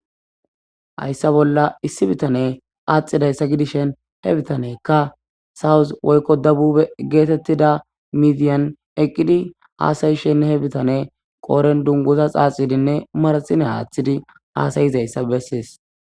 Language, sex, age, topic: Gamo, male, 18-24, government